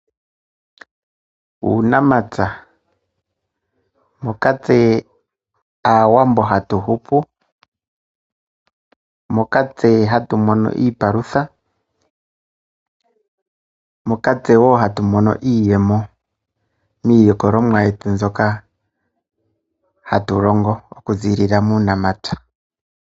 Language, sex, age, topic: Oshiwambo, male, 25-35, agriculture